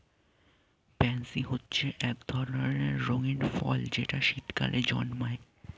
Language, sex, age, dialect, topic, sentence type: Bengali, male, <18, Standard Colloquial, agriculture, statement